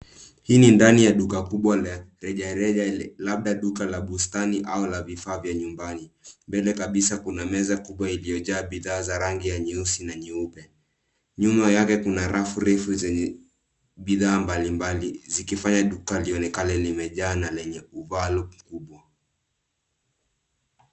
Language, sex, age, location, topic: Swahili, male, 18-24, Nairobi, finance